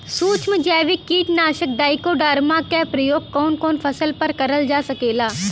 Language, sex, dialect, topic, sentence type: Bhojpuri, female, Western, agriculture, question